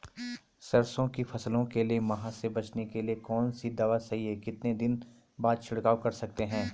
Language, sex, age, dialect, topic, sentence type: Hindi, male, 31-35, Garhwali, agriculture, question